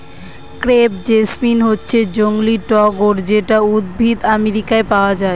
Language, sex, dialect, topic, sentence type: Bengali, female, Northern/Varendri, agriculture, statement